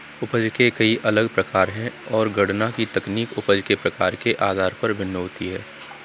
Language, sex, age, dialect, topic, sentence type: Hindi, male, 25-30, Kanauji Braj Bhasha, banking, statement